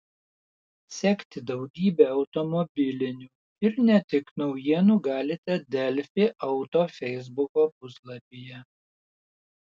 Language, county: Lithuanian, Panevėžys